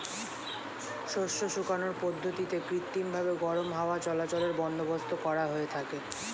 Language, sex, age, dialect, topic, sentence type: Bengali, male, 18-24, Standard Colloquial, agriculture, statement